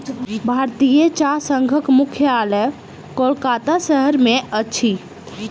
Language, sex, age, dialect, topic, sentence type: Maithili, female, 25-30, Southern/Standard, agriculture, statement